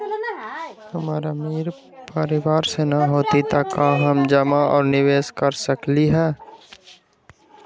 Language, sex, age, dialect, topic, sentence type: Magahi, male, 25-30, Western, banking, question